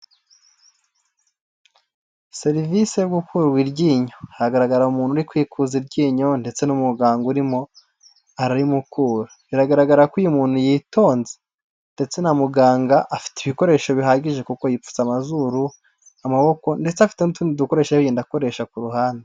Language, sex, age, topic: Kinyarwanda, male, 18-24, health